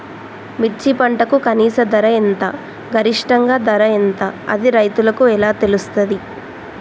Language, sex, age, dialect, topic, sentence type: Telugu, male, 18-24, Telangana, agriculture, question